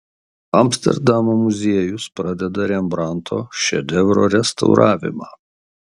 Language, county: Lithuanian, Kaunas